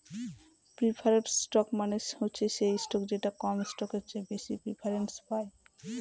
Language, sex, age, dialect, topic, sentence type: Bengali, female, 25-30, Northern/Varendri, banking, statement